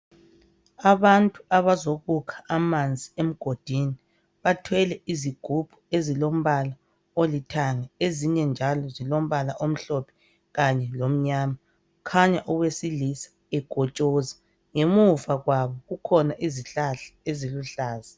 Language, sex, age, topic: North Ndebele, female, 25-35, health